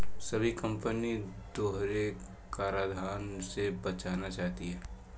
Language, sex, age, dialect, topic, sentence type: Hindi, male, 25-30, Hindustani Malvi Khadi Boli, banking, statement